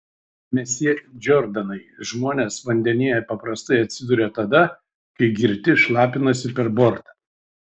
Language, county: Lithuanian, Šiauliai